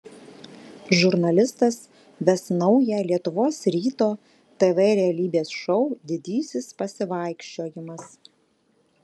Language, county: Lithuanian, Alytus